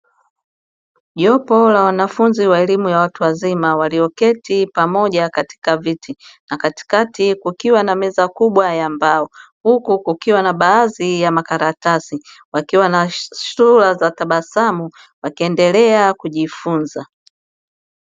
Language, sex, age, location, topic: Swahili, female, 36-49, Dar es Salaam, education